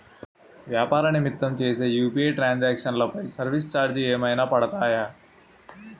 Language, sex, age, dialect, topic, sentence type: Telugu, male, 18-24, Utterandhra, banking, question